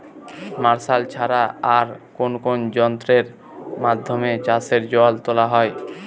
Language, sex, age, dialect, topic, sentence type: Bengali, male, <18, Northern/Varendri, agriculture, question